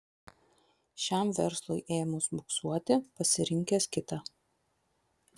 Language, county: Lithuanian, Vilnius